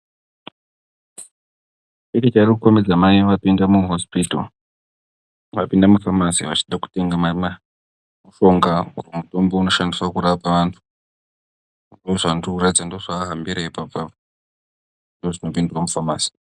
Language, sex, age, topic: Ndau, male, 18-24, health